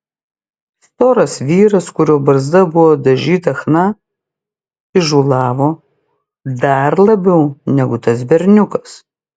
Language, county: Lithuanian, Klaipėda